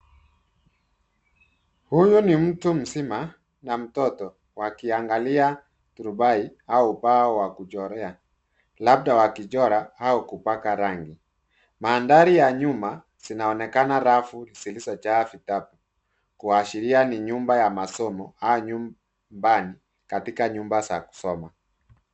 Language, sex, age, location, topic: Swahili, male, 36-49, Nairobi, education